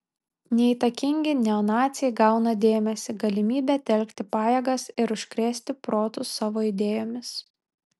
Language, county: Lithuanian, Vilnius